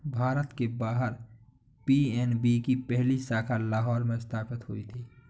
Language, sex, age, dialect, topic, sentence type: Hindi, male, 25-30, Awadhi Bundeli, banking, statement